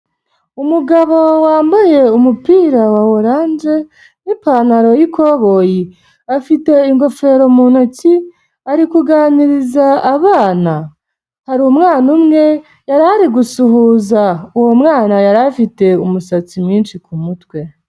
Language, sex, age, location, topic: Kinyarwanda, female, 25-35, Kigali, health